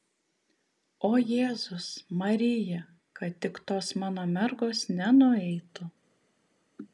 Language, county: Lithuanian, Kaunas